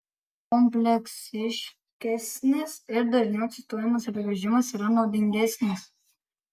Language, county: Lithuanian, Kaunas